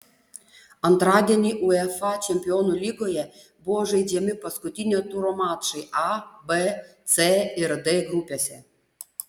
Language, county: Lithuanian, Panevėžys